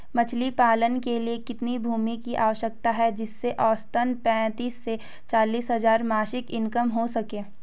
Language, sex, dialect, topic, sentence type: Hindi, female, Garhwali, agriculture, question